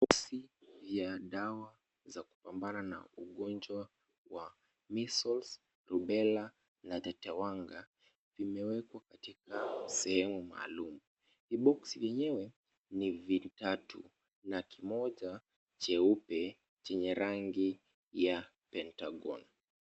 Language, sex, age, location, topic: Swahili, male, 25-35, Kisumu, health